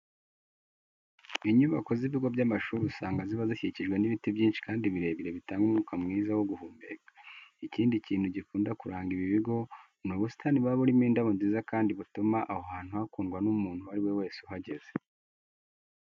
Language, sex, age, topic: Kinyarwanda, male, 25-35, education